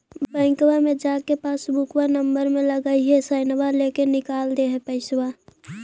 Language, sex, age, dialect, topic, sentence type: Magahi, female, 18-24, Central/Standard, banking, question